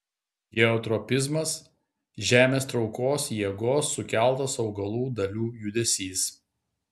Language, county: Lithuanian, Klaipėda